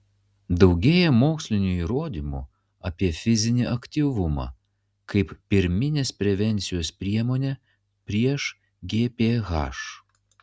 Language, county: Lithuanian, Klaipėda